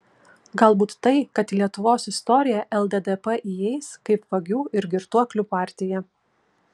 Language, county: Lithuanian, Kaunas